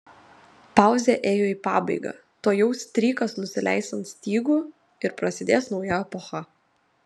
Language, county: Lithuanian, Telšiai